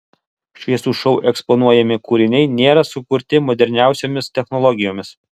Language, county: Lithuanian, Alytus